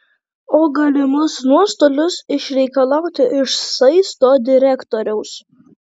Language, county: Lithuanian, Kaunas